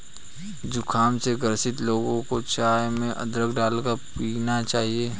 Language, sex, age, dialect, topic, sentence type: Hindi, male, 18-24, Hindustani Malvi Khadi Boli, agriculture, statement